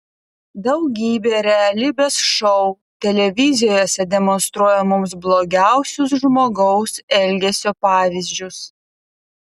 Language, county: Lithuanian, Vilnius